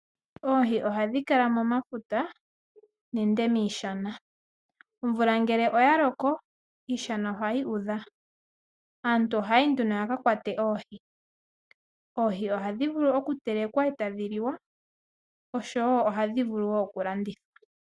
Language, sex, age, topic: Oshiwambo, female, 18-24, agriculture